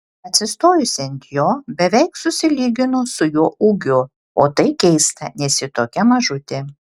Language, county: Lithuanian, Alytus